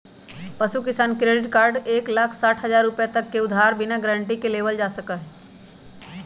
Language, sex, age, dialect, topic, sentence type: Magahi, male, 18-24, Western, agriculture, statement